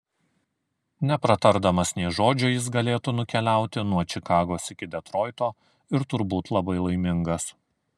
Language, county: Lithuanian, Kaunas